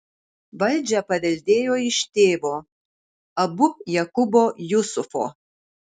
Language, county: Lithuanian, Kaunas